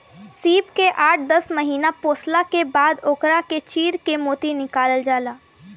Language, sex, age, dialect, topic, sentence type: Bhojpuri, female, <18, Southern / Standard, agriculture, statement